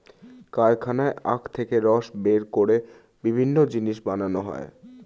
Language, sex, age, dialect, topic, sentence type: Bengali, male, 18-24, Standard Colloquial, agriculture, statement